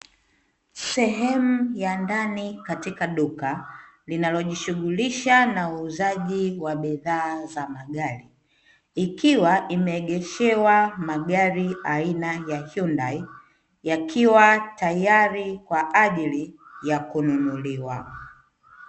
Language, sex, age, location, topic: Swahili, female, 25-35, Dar es Salaam, finance